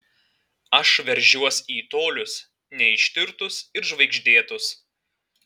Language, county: Lithuanian, Alytus